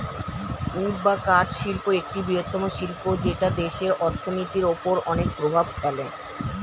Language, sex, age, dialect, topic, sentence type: Bengali, female, 36-40, Standard Colloquial, agriculture, statement